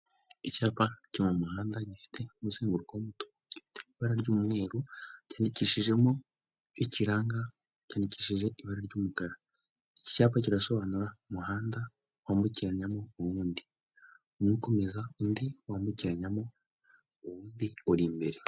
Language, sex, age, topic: Kinyarwanda, male, 18-24, government